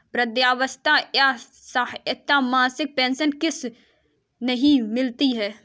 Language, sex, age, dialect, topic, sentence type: Hindi, female, 18-24, Kanauji Braj Bhasha, banking, question